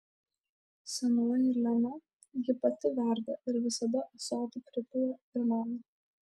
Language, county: Lithuanian, Šiauliai